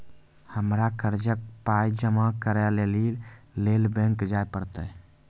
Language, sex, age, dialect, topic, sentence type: Maithili, male, 18-24, Angika, banking, question